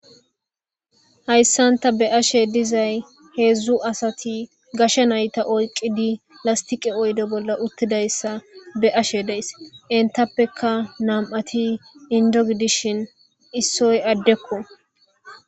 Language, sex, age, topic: Gamo, male, 18-24, government